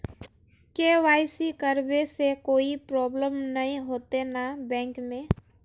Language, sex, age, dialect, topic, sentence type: Magahi, female, 18-24, Northeastern/Surjapuri, banking, question